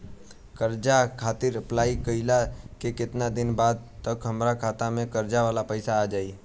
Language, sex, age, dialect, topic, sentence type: Bhojpuri, male, 18-24, Southern / Standard, banking, question